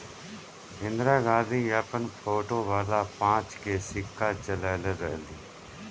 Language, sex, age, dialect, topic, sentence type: Bhojpuri, male, 41-45, Northern, banking, statement